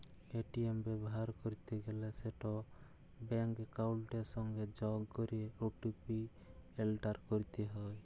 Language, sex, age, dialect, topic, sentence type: Bengali, male, 25-30, Jharkhandi, banking, statement